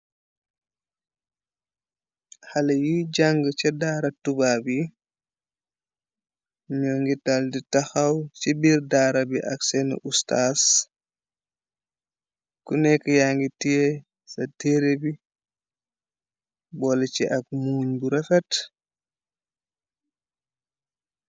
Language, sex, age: Wolof, male, 25-35